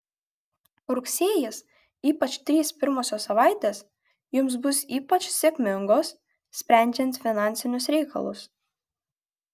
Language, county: Lithuanian, Kaunas